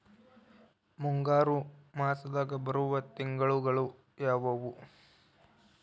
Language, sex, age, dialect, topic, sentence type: Kannada, male, 18-24, Dharwad Kannada, agriculture, question